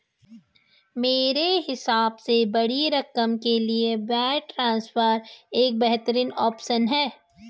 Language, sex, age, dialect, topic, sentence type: Hindi, female, 25-30, Garhwali, banking, statement